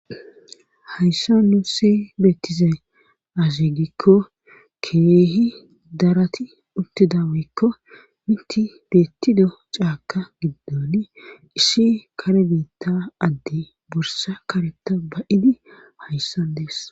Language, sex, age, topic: Gamo, female, 36-49, government